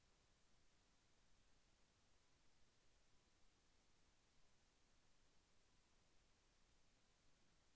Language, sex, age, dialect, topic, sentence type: Telugu, male, 25-30, Central/Coastal, agriculture, question